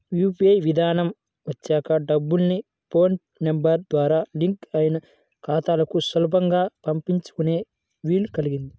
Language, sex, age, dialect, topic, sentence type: Telugu, female, 25-30, Central/Coastal, banking, statement